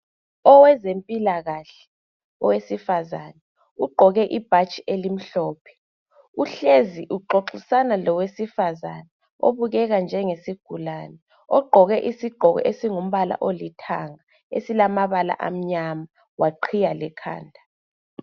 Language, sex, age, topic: North Ndebele, female, 25-35, health